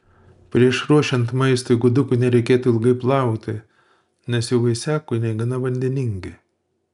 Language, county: Lithuanian, Utena